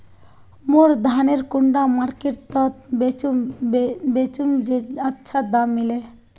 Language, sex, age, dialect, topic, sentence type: Magahi, female, 18-24, Northeastern/Surjapuri, agriculture, question